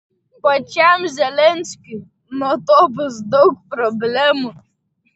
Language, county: Lithuanian, Vilnius